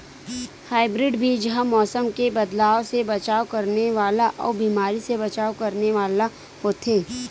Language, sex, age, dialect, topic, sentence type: Chhattisgarhi, female, 18-24, Western/Budati/Khatahi, agriculture, statement